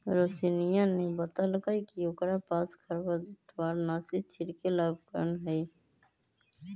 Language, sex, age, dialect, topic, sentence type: Magahi, female, 25-30, Western, agriculture, statement